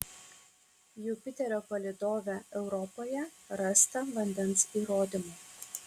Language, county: Lithuanian, Kaunas